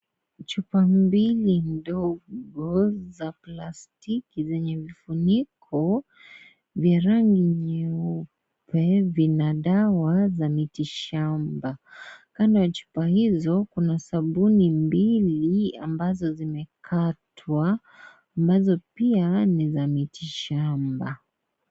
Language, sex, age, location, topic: Swahili, female, 18-24, Kisii, health